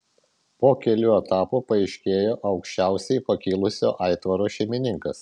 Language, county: Lithuanian, Vilnius